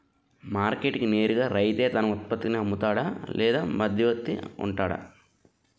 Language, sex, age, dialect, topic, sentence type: Telugu, male, 25-30, Utterandhra, agriculture, question